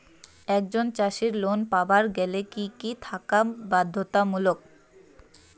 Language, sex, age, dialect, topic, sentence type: Bengali, female, 18-24, Rajbangshi, agriculture, question